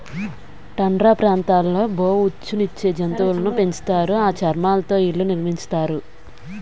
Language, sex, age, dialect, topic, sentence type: Telugu, female, 25-30, Utterandhra, agriculture, statement